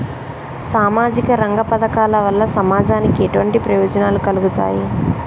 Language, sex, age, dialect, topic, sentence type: Telugu, male, 18-24, Telangana, banking, question